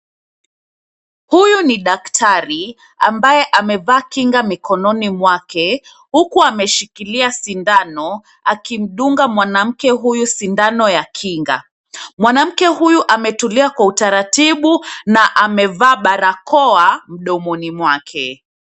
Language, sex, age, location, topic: Swahili, female, 25-35, Nairobi, health